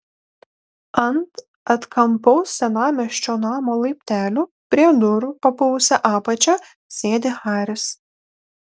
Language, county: Lithuanian, Panevėžys